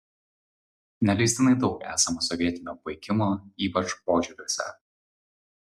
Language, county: Lithuanian, Vilnius